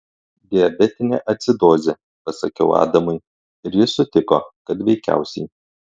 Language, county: Lithuanian, Klaipėda